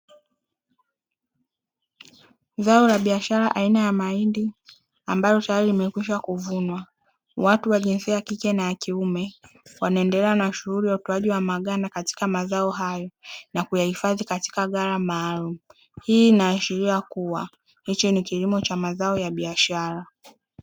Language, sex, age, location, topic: Swahili, female, 18-24, Dar es Salaam, agriculture